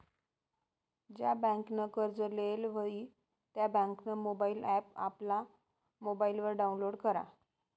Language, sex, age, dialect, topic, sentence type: Marathi, female, 36-40, Northern Konkan, banking, statement